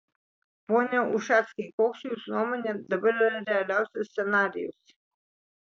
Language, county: Lithuanian, Vilnius